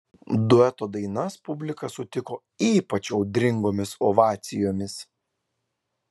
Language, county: Lithuanian, Klaipėda